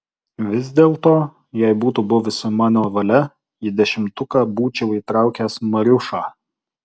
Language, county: Lithuanian, Utena